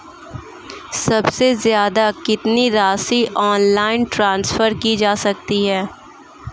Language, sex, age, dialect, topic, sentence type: Hindi, female, 18-24, Marwari Dhudhari, banking, question